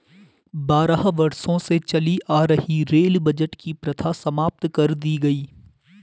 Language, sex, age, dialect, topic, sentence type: Hindi, male, 18-24, Garhwali, banking, statement